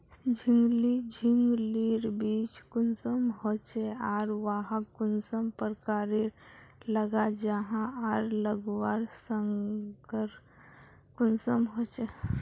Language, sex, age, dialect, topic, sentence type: Magahi, female, 51-55, Northeastern/Surjapuri, agriculture, question